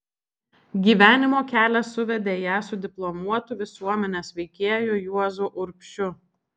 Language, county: Lithuanian, Alytus